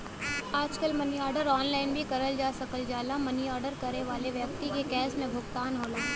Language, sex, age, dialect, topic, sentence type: Bhojpuri, female, 18-24, Western, banking, statement